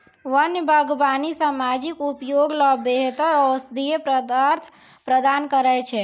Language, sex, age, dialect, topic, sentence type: Maithili, female, 60-100, Angika, agriculture, statement